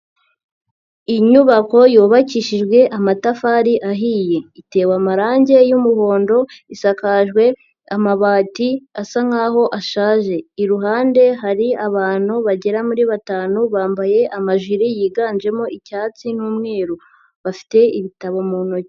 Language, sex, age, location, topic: Kinyarwanda, female, 50+, Nyagatare, education